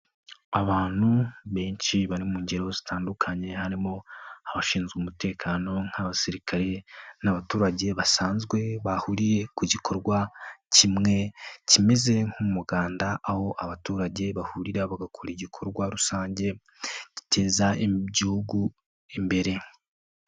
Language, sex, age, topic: Kinyarwanda, male, 18-24, government